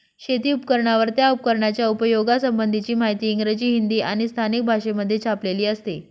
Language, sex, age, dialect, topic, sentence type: Marathi, female, 36-40, Northern Konkan, agriculture, statement